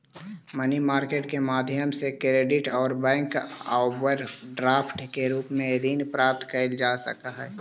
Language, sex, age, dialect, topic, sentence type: Magahi, male, 18-24, Central/Standard, agriculture, statement